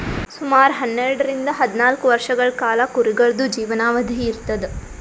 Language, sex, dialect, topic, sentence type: Kannada, female, Northeastern, agriculture, statement